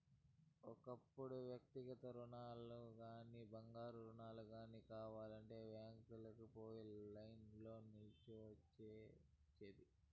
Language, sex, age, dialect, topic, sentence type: Telugu, male, 46-50, Southern, banking, statement